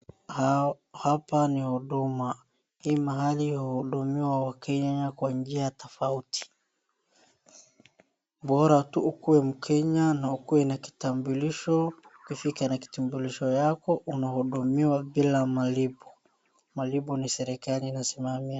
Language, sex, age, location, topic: Swahili, female, 25-35, Wajir, government